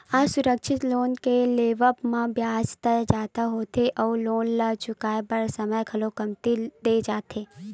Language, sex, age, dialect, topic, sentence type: Chhattisgarhi, female, 18-24, Western/Budati/Khatahi, banking, statement